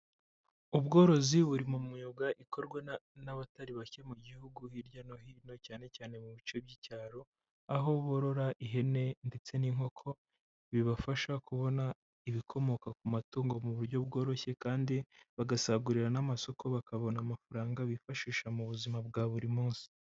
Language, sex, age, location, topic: Kinyarwanda, male, 18-24, Huye, agriculture